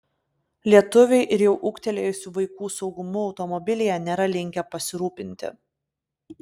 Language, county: Lithuanian, Klaipėda